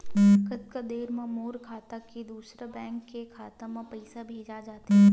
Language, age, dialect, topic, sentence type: Chhattisgarhi, 18-24, Western/Budati/Khatahi, banking, question